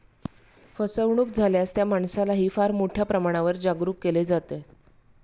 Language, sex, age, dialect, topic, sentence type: Marathi, female, 36-40, Standard Marathi, banking, statement